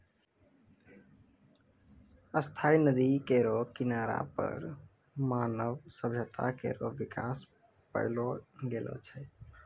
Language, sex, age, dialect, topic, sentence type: Maithili, male, 18-24, Angika, agriculture, statement